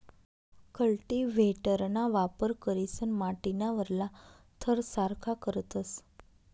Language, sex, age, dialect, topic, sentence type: Marathi, female, 18-24, Northern Konkan, agriculture, statement